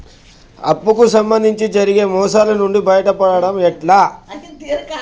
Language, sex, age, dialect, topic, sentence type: Telugu, male, 25-30, Telangana, banking, question